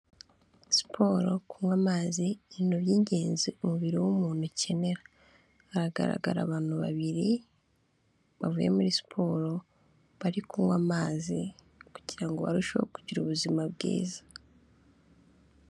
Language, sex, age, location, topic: Kinyarwanda, female, 25-35, Kigali, health